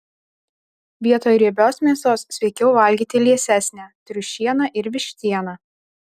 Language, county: Lithuanian, Alytus